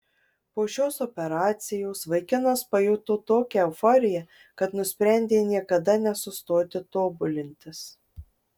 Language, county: Lithuanian, Marijampolė